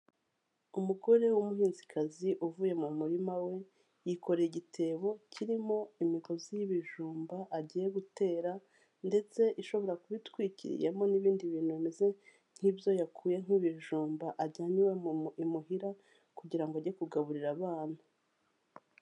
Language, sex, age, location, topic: Kinyarwanda, female, 36-49, Kigali, health